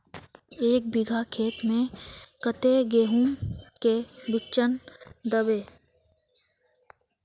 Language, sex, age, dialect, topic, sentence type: Magahi, female, 25-30, Northeastern/Surjapuri, agriculture, question